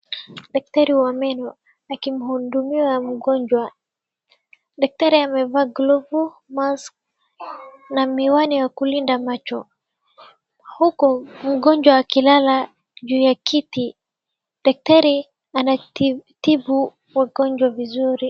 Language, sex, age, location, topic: Swahili, female, 36-49, Wajir, health